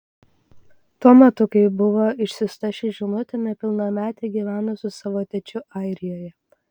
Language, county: Lithuanian, Kaunas